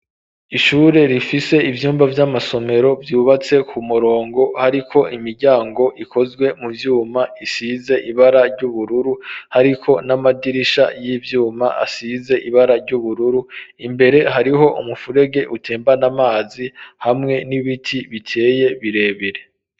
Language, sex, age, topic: Rundi, male, 25-35, education